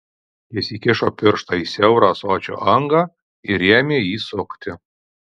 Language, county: Lithuanian, Alytus